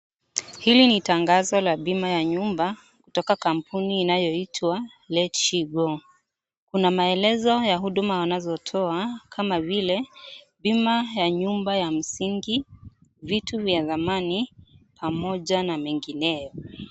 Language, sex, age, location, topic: Swahili, female, 25-35, Kisii, finance